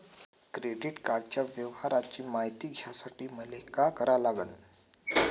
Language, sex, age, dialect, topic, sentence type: Marathi, male, 18-24, Varhadi, banking, question